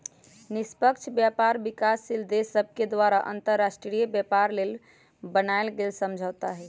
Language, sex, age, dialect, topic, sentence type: Magahi, female, 18-24, Western, banking, statement